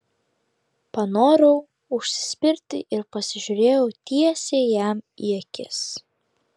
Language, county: Lithuanian, Klaipėda